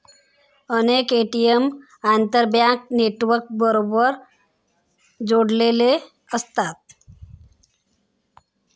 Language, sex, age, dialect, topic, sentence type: Marathi, female, 25-30, Standard Marathi, banking, statement